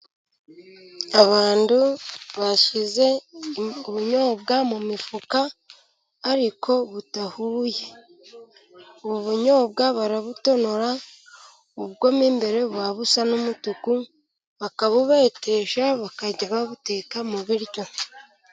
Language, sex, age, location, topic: Kinyarwanda, female, 25-35, Musanze, agriculture